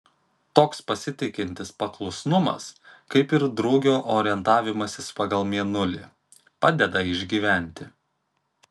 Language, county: Lithuanian, Kaunas